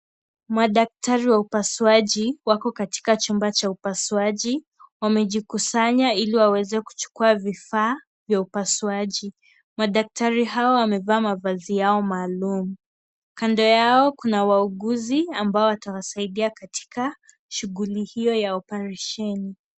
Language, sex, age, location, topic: Swahili, female, 25-35, Kisii, health